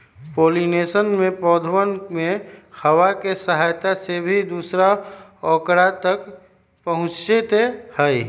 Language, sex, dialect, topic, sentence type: Magahi, male, Western, agriculture, statement